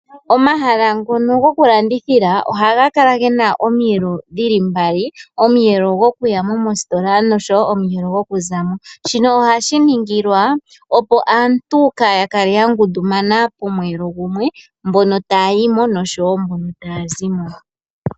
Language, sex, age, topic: Oshiwambo, male, 18-24, finance